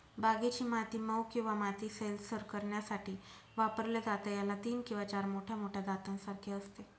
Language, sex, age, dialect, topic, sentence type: Marathi, female, 31-35, Northern Konkan, agriculture, statement